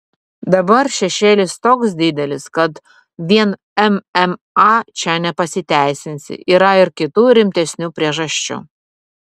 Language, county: Lithuanian, Vilnius